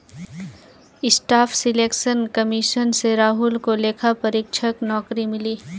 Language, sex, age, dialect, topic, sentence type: Hindi, female, 18-24, Kanauji Braj Bhasha, banking, statement